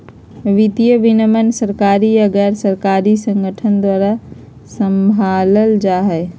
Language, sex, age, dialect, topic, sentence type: Magahi, female, 56-60, Southern, banking, statement